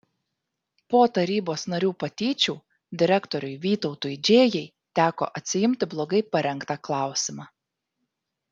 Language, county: Lithuanian, Vilnius